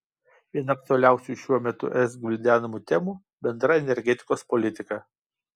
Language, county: Lithuanian, Kaunas